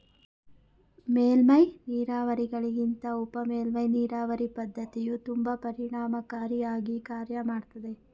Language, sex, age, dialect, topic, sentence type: Kannada, female, 31-35, Mysore Kannada, agriculture, statement